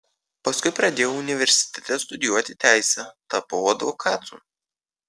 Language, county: Lithuanian, Kaunas